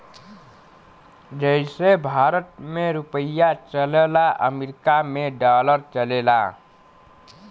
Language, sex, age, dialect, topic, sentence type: Bhojpuri, male, 31-35, Western, banking, statement